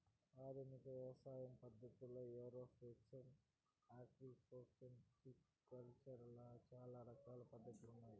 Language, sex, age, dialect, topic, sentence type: Telugu, female, 18-24, Southern, agriculture, statement